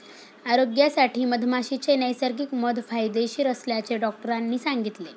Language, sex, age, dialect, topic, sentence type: Marathi, female, 46-50, Standard Marathi, agriculture, statement